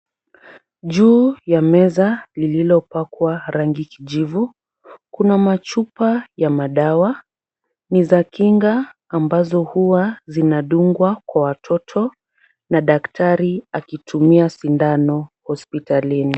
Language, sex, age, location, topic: Swahili, female, 50+, Kisumu, health